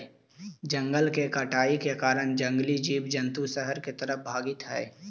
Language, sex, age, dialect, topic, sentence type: Magahi, male, 18-24, Central/Standard, agriculture, statement